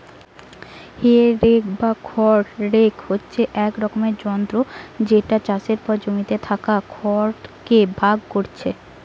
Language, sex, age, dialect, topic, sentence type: Bengali, female, 18-24, Western, agriculture, statement